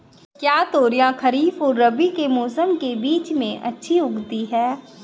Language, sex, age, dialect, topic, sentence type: Hindi, female, 36-40, Hindustani Malvi Khadi Boli, agriculture, question